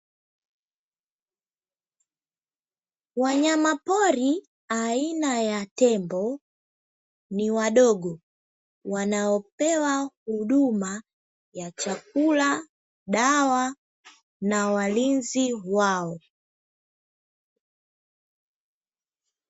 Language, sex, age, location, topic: Swahili, female, 18-24, Dar es Salaam, agriculture